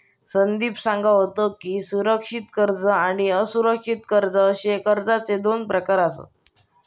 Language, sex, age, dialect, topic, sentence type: Marathi, male, 31-35, Southern Konkan, banking, statement